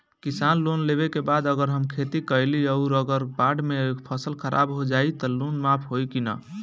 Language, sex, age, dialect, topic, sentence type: Bhojpuri, male, 18-24, Northern, banking, question